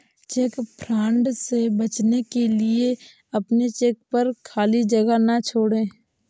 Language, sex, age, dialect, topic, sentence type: Hindi, female, 18-24, Awadhi Bundeli, banking, statement